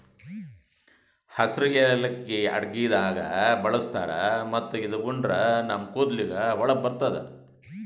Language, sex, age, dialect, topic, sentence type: Kannada, male, 60-100, Northeastern, agriculture, statement